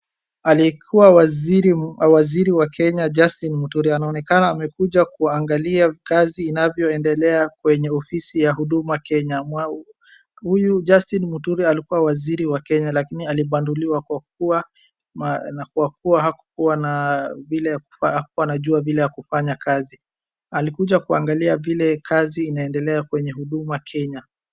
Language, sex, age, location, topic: Swahili, male, 18-24, Wajir, government